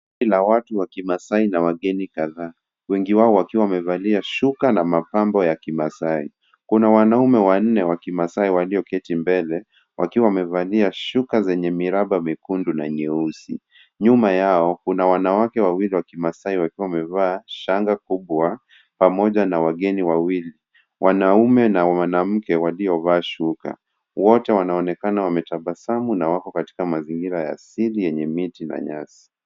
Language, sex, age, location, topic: Swahili, male, 18-24, Nairobi, government